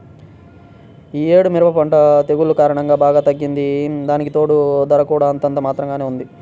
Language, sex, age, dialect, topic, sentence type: Telugu, male, 18-24, Central/Coastal, agriculture, statement